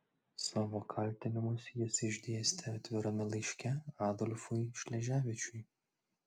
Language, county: Lithuanian, Klaipėda